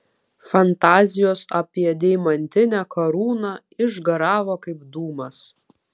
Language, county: Lithuanian, Vilnius